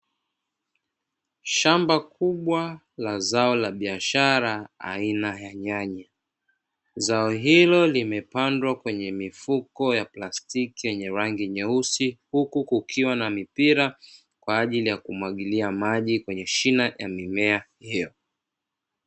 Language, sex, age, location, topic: Swahili, male, 25-35, Dar es Salaam, agriculture